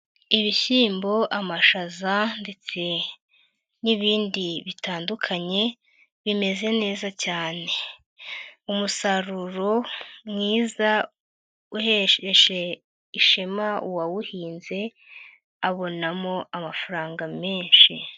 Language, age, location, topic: Kinyarwanda, 50+, Nyagatare, agriculture